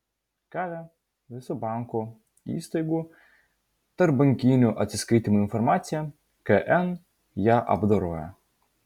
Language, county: Lithuanian, Vilnius